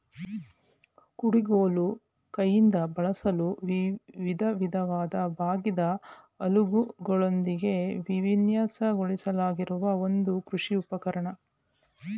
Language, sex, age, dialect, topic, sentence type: Kannada, female, 46-50, Mysore Kannada, agriculture, statement